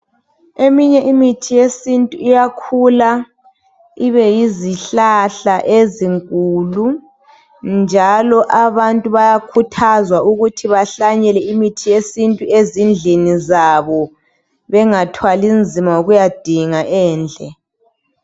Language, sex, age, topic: North Ndebele, female, 18-24, health